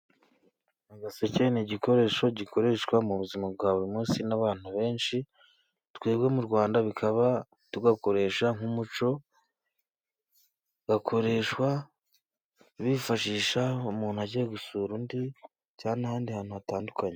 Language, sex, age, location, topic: Kinyarwanda, male, 18-24, Musanze, government